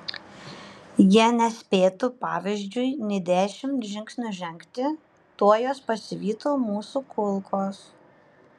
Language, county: Lithuanian, Panevėžys